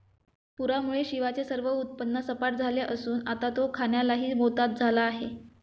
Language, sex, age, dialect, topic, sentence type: Marathi, female, 25-30, Standard Marathi, agriculture, statement